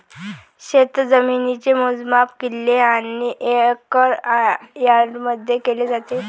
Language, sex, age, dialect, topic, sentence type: Marathi, female, 18-24, Varhadi, agriculture, statement